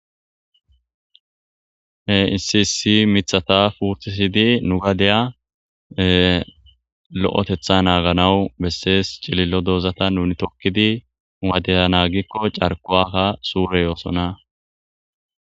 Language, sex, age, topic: Gamo, male, 25-35, agriculture